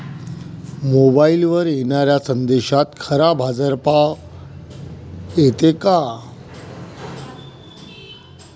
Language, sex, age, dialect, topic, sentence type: Marathi, male, 41-45, Varhadi, agriculture, question